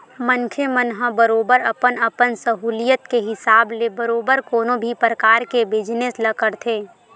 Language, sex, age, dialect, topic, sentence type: Chhattisgarhi, female, 18-24, Western/Budati/Khatahi, banking, statement